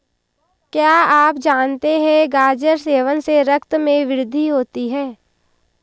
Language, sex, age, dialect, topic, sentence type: Hindi, female, 18-24, Marwari Dhudhari, agriculture, statement